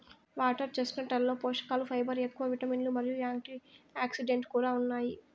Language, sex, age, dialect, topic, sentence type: Telugu, female, 18-24, Southern, agriculture, statement